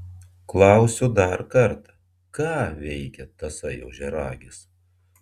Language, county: Lithuanian, Vilnius